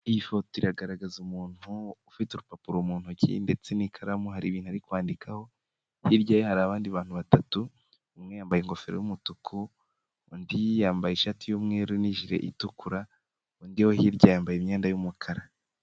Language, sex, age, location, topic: Kinyarwanda, male, 18-24, Nyagatare, finance